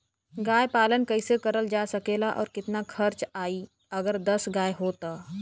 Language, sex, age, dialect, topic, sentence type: Bhojpuri, female, 25-30, Western, agriculture, question